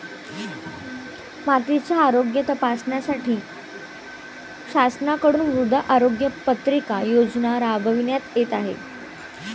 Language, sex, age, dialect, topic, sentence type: Marathi, female, 18-24, Varhadi, agriculture, statement